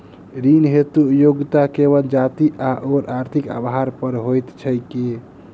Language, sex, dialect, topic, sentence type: Maithili, male, Southern/Standard, banking, question